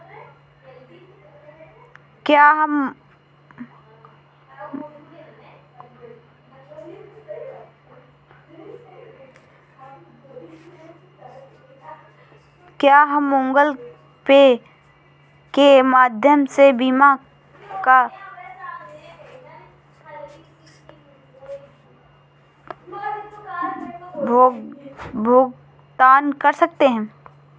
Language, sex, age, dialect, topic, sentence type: Hindi, female, 25-30, Awadhi Bundeli, banking, question